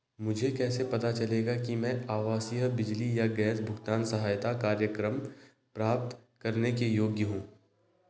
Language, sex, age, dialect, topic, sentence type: Hindi, male, 25-30, Hindustani Malvi Khadi Boli, banking, question